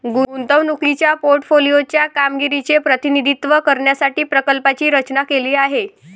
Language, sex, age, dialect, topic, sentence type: Marathi, female, 18-24, Varhadi, banking, statement